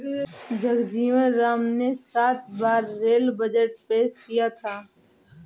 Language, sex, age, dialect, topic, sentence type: Hindi, female, 18-24, Awadhi Bundeli, banking, statement